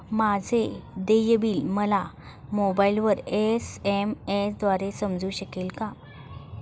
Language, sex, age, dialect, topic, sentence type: Marathi, female, 36-40, Standard Marathi, banking, question